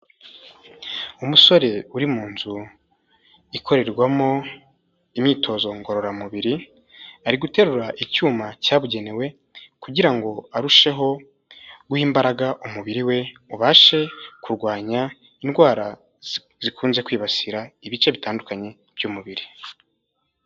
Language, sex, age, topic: Kinyarwanda, male, 18-24, health